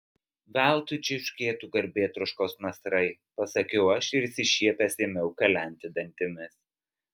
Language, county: Lithuanian, Alytus